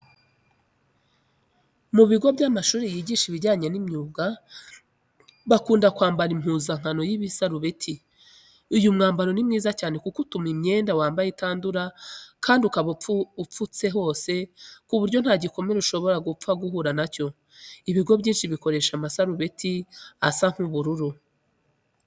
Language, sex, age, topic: Kinyarwanda, female, 25-35, education